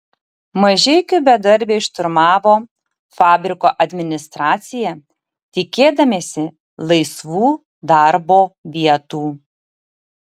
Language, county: Lithuanian, Tauragė